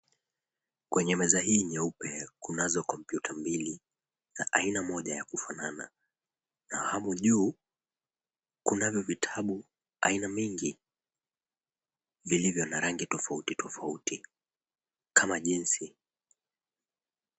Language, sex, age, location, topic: Swahili, male, 25-35, Mombasa, education